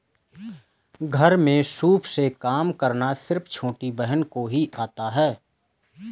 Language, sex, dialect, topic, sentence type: Hindi, male, Kanauji Braj Bhasha, agriculture, statement